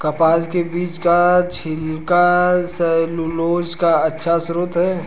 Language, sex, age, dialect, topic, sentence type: Hindi, male, 18-24, Hindustani Malvi Khadi Boli, agriculture, statement